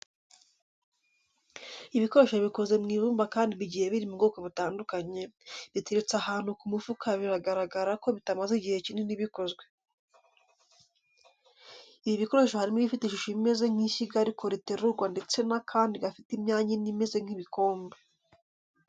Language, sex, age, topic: Kinyarwanda, female, 18-24, education